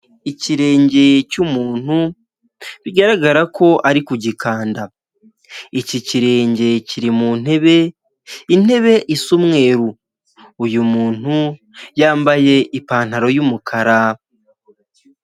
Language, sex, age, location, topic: Kinyarwanda, male, 18-24, Huye, health